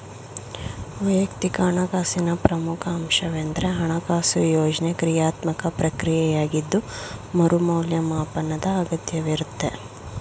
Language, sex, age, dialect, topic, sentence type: Kannada, female, 56-60, Mysore Kannada, banking, statement